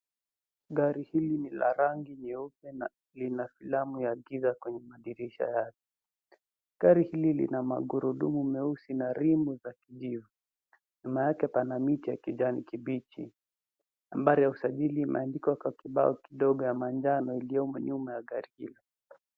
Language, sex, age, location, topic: Swahili, male, 18-24, Nairobi, finance